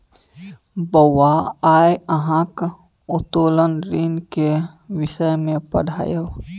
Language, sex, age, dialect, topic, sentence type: Maithili, male, 18-24, Bajjika, banking, statement